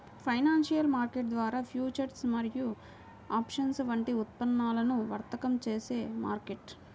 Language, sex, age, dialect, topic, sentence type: Telugu, female, 18-24, Central/Coastal, banking, statement